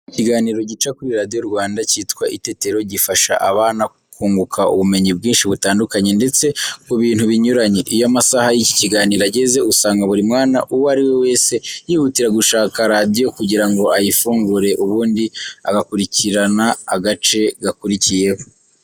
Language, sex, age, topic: Kinyarwanda, male, 18-24, education